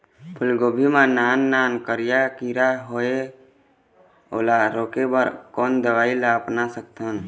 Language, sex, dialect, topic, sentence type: Chhattisgarhi, male, Eastern, agriculture, question